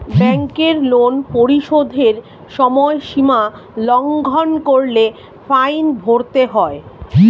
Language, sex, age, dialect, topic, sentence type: Bengali, female, 36-40, Standard Colloquial, banking, question